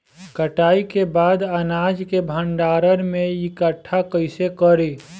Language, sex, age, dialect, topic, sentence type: Bhojpuri, male, 25-30, Southern / Standard, agriculture, statement